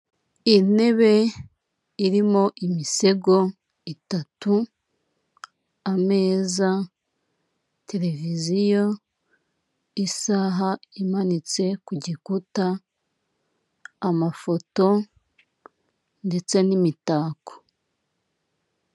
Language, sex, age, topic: Kinyarwanda, female, 36-49, finance